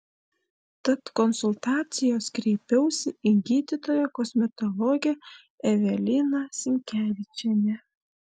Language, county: Lithuanian, Panevėžys